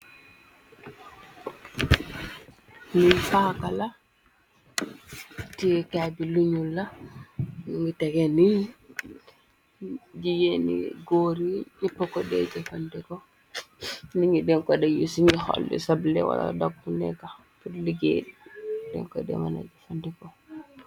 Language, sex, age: Wolof, female, 18-24